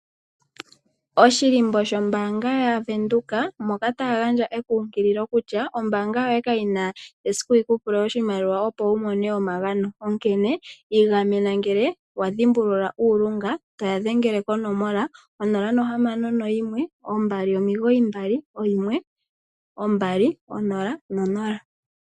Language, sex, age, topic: Oshiwambo, female, 18-24, finance